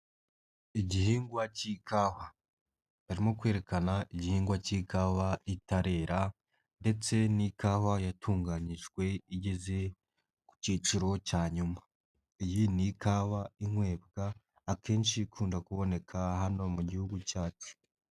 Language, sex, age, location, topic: Kinyarwanda, male, 25-35, Nyagatare, agriculture